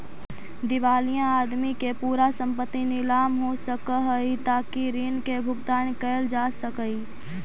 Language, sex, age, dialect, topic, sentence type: Magahi, female, 25-30, Central/Standard, agriculture, statement